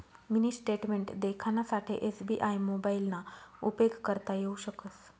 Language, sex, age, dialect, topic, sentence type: Marathi, female, 25-30, Northern Konkan, banking, statement